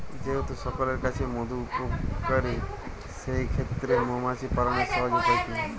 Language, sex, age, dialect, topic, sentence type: Bengali, female, 31-35, Jharkhandi, agriculture, question